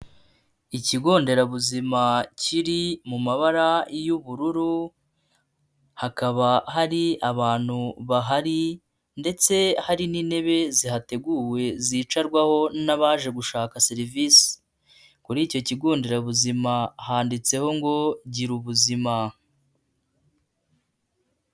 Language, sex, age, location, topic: Kinyarwanda, female, 25-35, Nyagatare, health